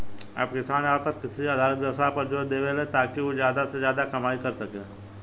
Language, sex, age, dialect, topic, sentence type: Bhojpuri, male, 18-24, Southern / Standard, agriculture, statement